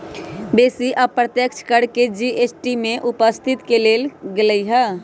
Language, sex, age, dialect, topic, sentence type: Magahi, male, 25-30, Western, banking, statement